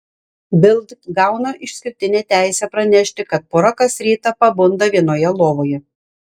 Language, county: Lithuanian, Klaipėda